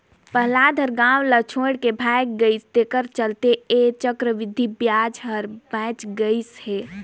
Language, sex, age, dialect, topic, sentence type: Chhattisgarhi, female, 18-24, Northern/Bhandar, banking, statement